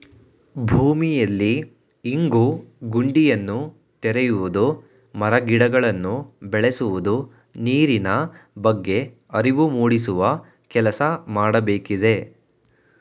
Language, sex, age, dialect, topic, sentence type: Kannada, male, 18-24, Mysore Kannada, agriculture, statement